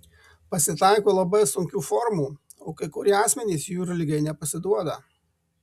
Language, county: Lithuanian, Marijampolė